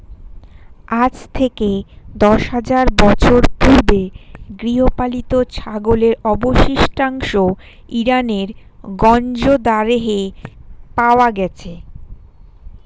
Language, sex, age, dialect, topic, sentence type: Bengali, female, 25-30, Standard Colloquial, agriculture, statement